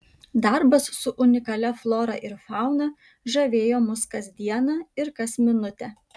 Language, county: Lithuanian, Kaunas